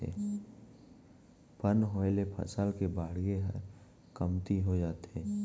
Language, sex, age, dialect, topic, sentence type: Chhattisgarhi, male, 18-24, Central, agriculture, statement